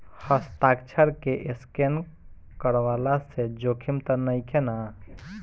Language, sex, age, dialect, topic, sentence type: Bhojpuri, male, 18-24, Southern / Standard, banking, question